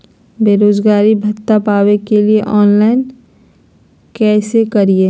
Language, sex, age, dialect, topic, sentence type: Magahi, female, 46-50, Southern, banking, question